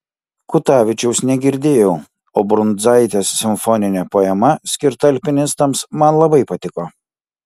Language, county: Lithuanian, Kaunas